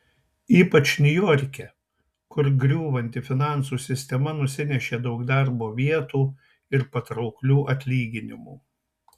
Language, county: Lithuanian, Tauragė